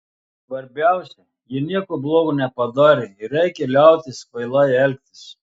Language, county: Lithuanian, Telšiai